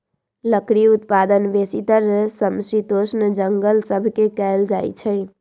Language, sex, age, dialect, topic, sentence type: Magahi, female, 18-24, Western, agriculture, statement